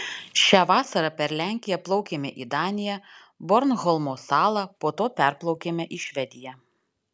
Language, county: Lithuanian, Alytus